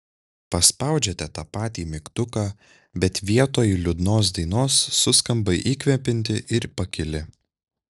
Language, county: Lithuanian, Šiauliai